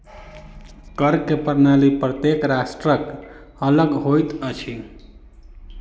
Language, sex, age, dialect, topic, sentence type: Maithili, male, 25-30, Southern/Standard, banking, statement